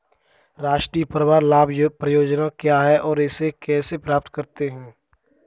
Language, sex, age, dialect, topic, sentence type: Hindi, male, 25-30, Kanauji Braj Bhasha, banking, question